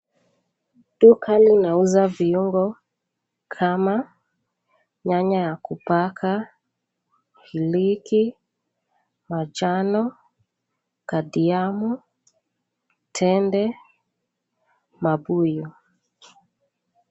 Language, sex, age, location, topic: Swahili, female, 25-35, Mombasa, agriculture